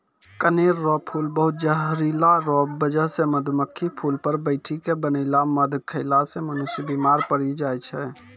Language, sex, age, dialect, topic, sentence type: Maithili, male, 56-60, Angika, agriculture, statement